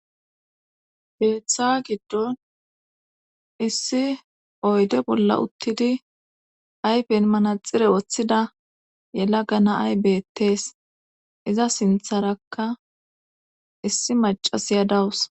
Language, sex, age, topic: Gamo, female, 25-35, government